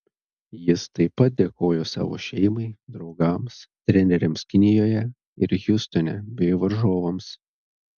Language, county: Lithuanian, Telšiai